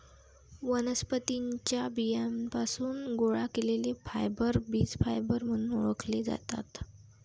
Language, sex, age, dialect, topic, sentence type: Marathi, female, 18-24, Varhadi, agriculture, statement